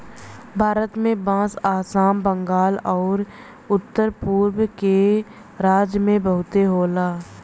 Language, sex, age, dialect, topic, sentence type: Bhojpuri, female, 25-30, Western, agriculture, statement